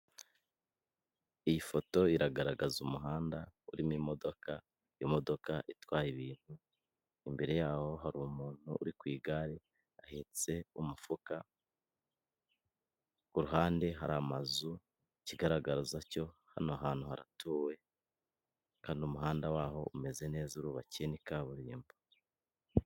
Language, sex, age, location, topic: Kinyarwanda, male, 25-35, Kigali, government